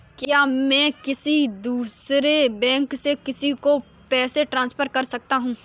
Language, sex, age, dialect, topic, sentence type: Hindi, female, 18-24, Kanauji Braj Bhasha, banking, statement